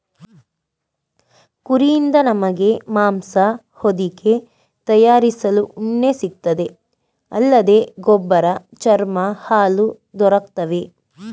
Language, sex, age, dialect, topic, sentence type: Kannada, female, 31-35, Mysore Kannada, agriculture, statement